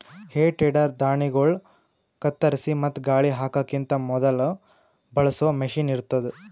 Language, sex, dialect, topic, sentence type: Kannada, male, Northeastern, agriculture, statement